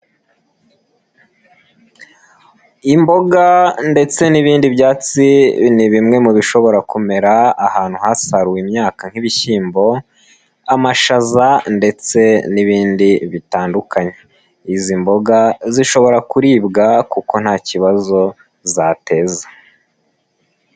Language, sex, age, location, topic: Kinyarwanda, male, 18-24, Nyagatare, agriculture